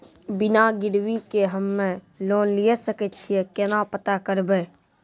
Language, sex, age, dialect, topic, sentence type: Maithili, male, 46-50, Angika, banking, question